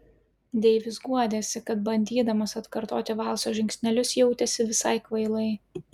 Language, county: Lithuanian, Klaipėda